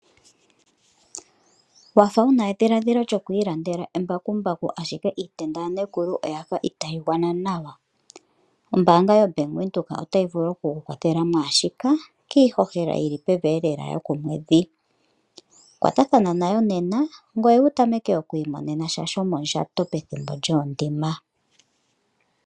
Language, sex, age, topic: Oshiwambo, female, 25-35, finance